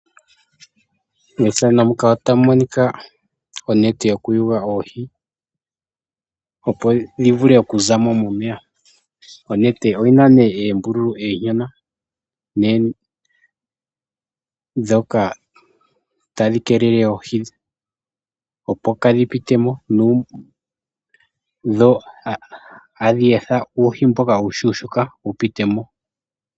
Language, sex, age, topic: Oshiwambo, male, 18-24, agriculture